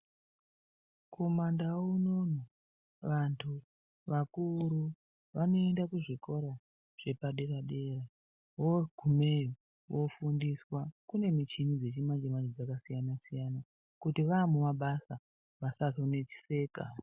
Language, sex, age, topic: Ndau, male, 36-49, education